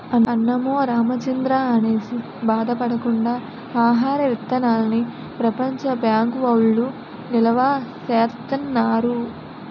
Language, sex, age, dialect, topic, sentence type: Telugu, female, 18-24, Utterandhra, agriculture, statement